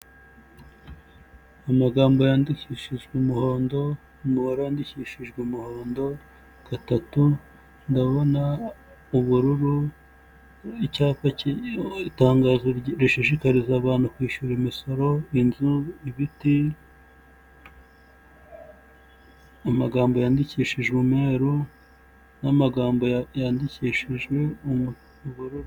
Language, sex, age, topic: Kinyarwanda, male, 18-24, government